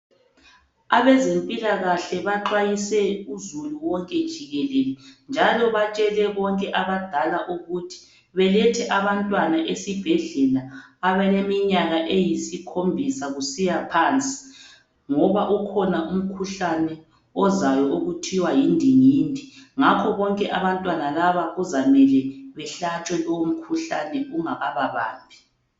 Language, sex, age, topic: North Ndebele, female, 25-35, health